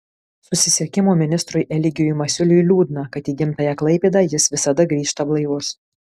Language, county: Lithuanian, Kaunas